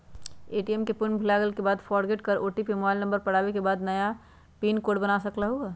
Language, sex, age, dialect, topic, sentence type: Magahi, female, 41-45, Western, banking, question